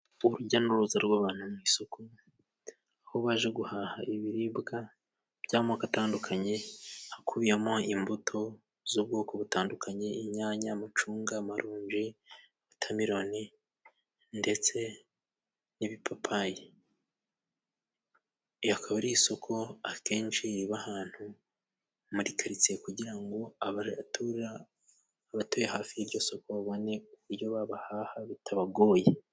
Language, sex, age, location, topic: Kinyarwanda, male, 18-24, Musanze, finance